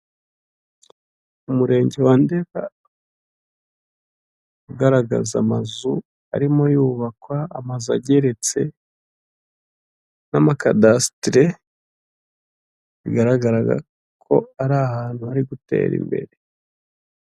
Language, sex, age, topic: Kinyarwanda, male, 25-35, government